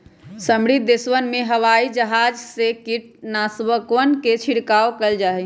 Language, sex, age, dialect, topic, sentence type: Magahi, female, 31-35, Western, agriculture, statement